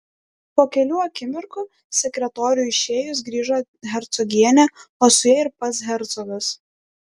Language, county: Lithuanian, Klaipėda